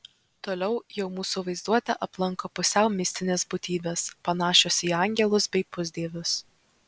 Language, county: Lithuanian, Vilnius